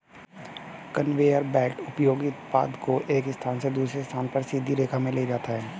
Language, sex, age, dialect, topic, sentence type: Hindi, male, 18-24, Hindustani Malvi Khadi Boli, agriculture, statement